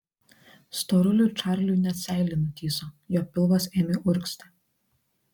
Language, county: Lithuanian, Marijampolė